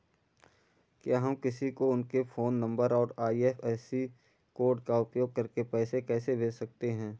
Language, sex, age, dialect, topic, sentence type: Hindi, male, 41-45, Awadhi Bundeli, banking, question